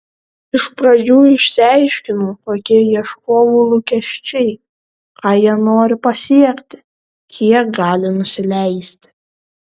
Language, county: Lithuanian, Šiauliai